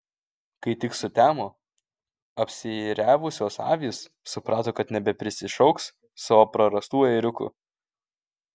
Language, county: Lithuanian, Kaunas